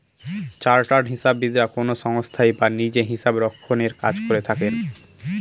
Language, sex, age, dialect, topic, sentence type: Bengali, male, 18-24, Northern/Varendri, banking, statement